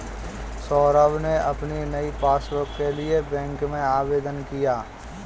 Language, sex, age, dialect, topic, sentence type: Hindi, male, 25-30, Kanauji Braj Bhasha, banking, statement